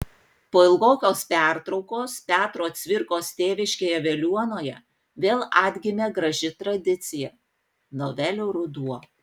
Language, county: Lithuanian, Panevėžys